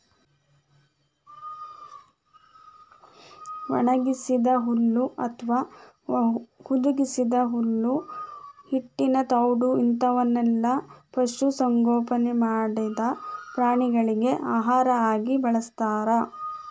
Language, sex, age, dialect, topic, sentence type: Kannada, female, 25-30, Dharwad Kannada, agriculture, statement